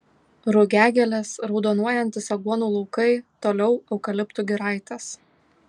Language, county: Lithuanian, Kaunas